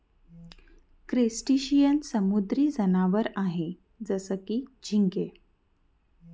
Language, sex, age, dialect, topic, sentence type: Marathi, female, 31-35, Northern Konkan, agriculture, statement